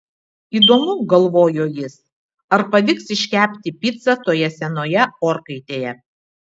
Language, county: Lithuanian, Vilnius